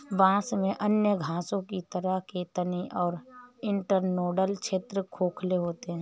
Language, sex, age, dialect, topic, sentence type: Hindi, female, 31-35, Awadhi Bundeli, agriculture, statement